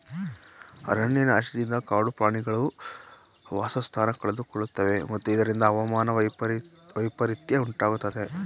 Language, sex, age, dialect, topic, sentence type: Kannada, male, 25-30, Mysore Kannada, agriculture, statement